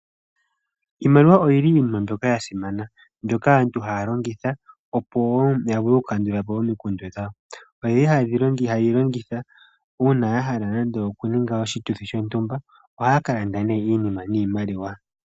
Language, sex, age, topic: Oshiwambo, female, 25-35, finance